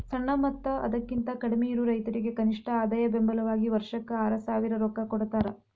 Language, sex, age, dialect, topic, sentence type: Kannada, female, 25-30, Dharwad Kannada, agriculture, statement